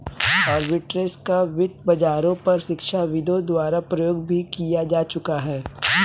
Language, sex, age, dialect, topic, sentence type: Hindi, male, 18-24, Kanauji Braj Bhasha, banking, statement